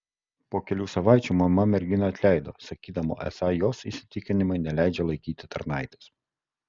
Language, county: Lithuanian, Kaunas